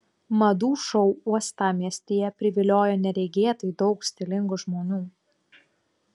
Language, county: Lithuanian, Klaipėda